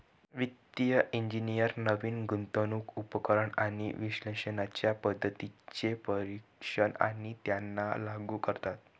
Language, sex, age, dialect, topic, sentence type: Marathi, male, 18-24, Northern Konkan, banking, statement